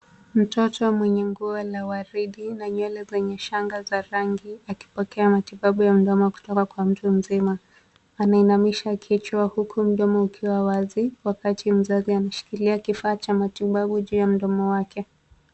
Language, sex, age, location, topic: Swahili, female, 18-24, Nairobi, health